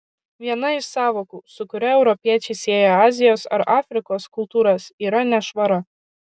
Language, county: Lithuanian, Kaunas